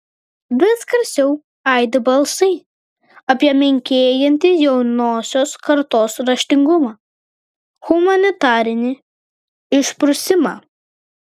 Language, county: Lithuanian, Vilnius